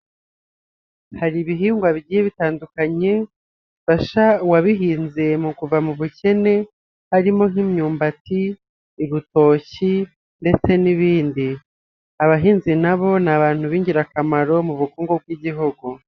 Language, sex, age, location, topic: Kinyarwanda, male, 25-35, Nyagatare, agriculture